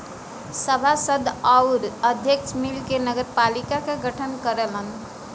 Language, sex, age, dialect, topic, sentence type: Bhojpuri, female, 18-24, Western, banking, statement